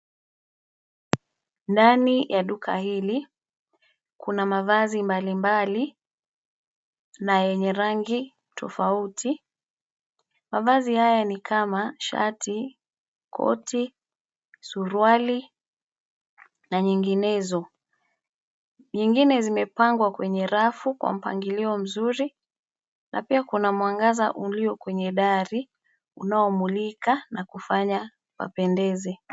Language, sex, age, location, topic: Swahili, female, 25-35, Nairobi, finance